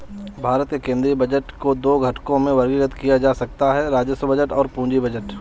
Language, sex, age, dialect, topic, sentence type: Hindi, male, 25-30, Marwari Dhudhari, banking, statement